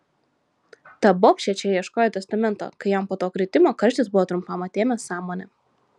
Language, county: Lithuanian, Šiauliai